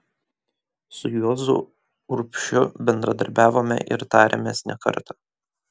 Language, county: Lithuanian, Kaunas